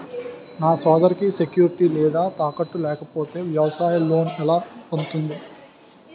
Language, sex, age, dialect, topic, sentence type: Telugu, male, 31-35, Utterandhra, agriculture, statement